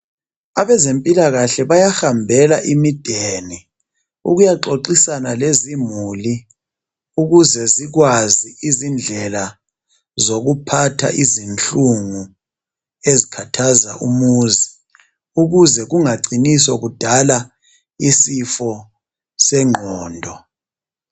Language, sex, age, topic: North Ndebele, male, 36-49, health